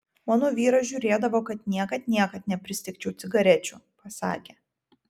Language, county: Lithuanian, Vilnius